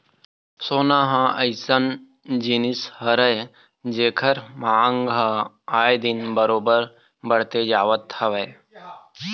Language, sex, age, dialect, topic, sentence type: Chhattisgarhi, male, 31-35, Eastern, banking, statement